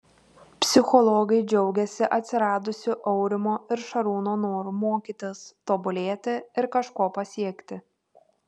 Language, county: Lithuanian, Tauragė